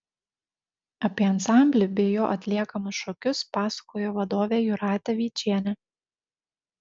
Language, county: Lithuanian, Šiauliai